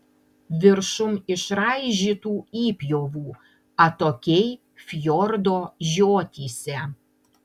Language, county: Lithuanian, Panevėžys